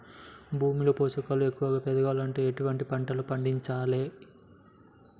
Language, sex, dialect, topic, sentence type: Telugu, male, Telangana, agriculture, question